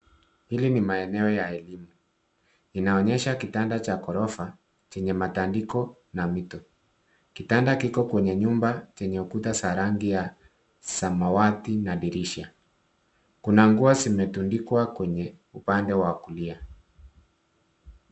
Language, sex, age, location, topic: Swahili, male, 36-49, Nairobi, education